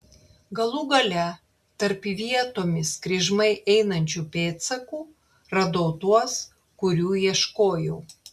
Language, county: Lithuanian, Klaipėda